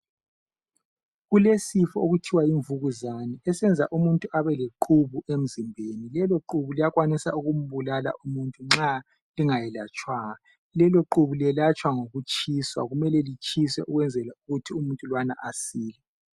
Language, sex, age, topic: North Ndebele, male, 25-35, health